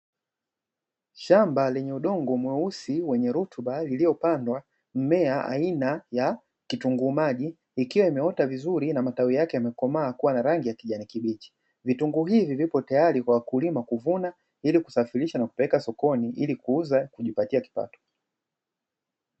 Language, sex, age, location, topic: Swahili, male, 36-49, Dar es Salaam, agriculture